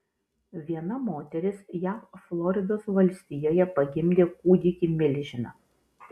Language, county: Lithuanian, Vilnius